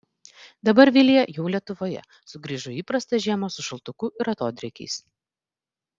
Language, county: Lithuanian, Vilnius